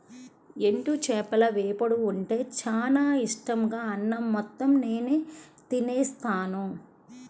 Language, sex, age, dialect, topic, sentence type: Telugu, female, 31-35, Central/Coastal, agriculture, statement